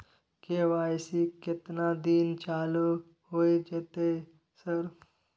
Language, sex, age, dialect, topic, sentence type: Maithili, male, 51-55, Bajjika, banking, question